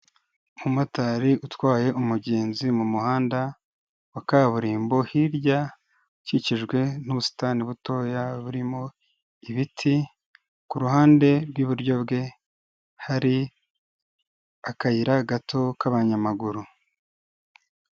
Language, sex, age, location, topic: Kinyarwanda, male, 18-24, Kigali, government